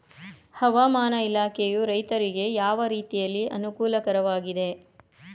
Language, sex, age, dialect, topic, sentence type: Kannada, female, 41-45, Mysore Kannada, agriculture, question